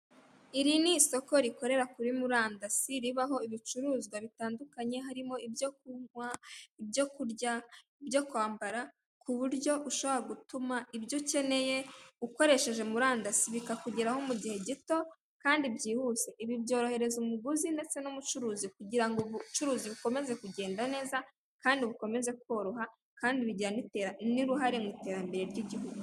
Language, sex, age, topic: Kinyarwanda, female, 18-24, finance